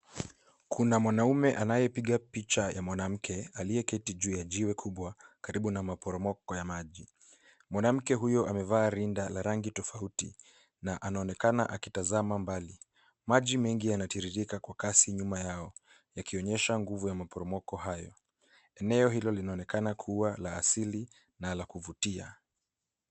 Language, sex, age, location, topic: Swahili, male, 18-24, Nairobi, government